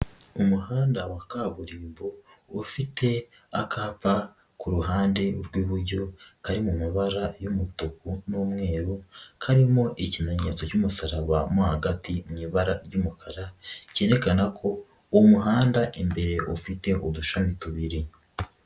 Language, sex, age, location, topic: Kinyarwanda, female, 36-49, Nyagatare, government